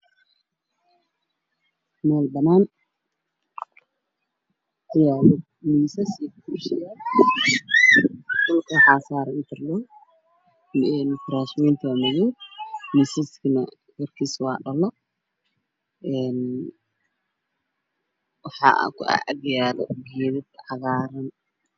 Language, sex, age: Somali, male, 18-24